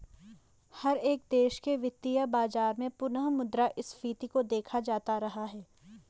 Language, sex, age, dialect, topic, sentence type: Hindi, female, 25-30, Garhwali, banking, statement